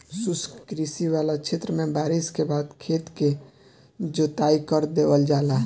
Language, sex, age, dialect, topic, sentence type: Bhojpuri, male, <18, Northern, agriculture, statement